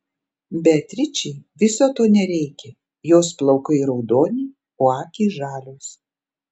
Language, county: Lithuanian, Panevėžys